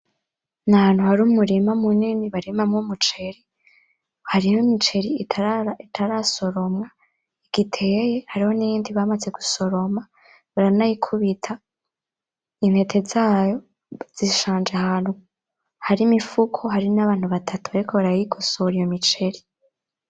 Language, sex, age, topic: Rundi, female, 18-24, agriculture